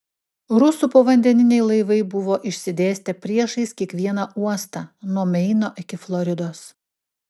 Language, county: Lithuanian, Klaipėda